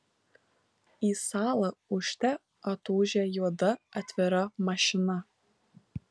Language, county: Lithuanian, Kaunas